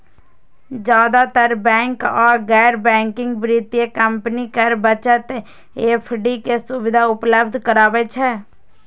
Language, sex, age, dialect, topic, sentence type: Maithili, female, 18-24, Eastern / Thethi, banking, statement